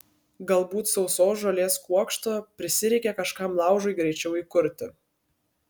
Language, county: Lithuanian, Kaunas